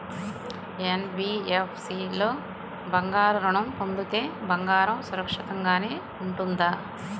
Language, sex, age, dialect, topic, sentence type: Telugu, male, 18-24, Central/Coastal, banking, question